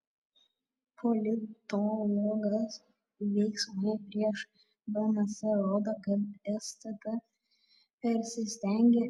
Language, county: Lithuanian, Panevėžys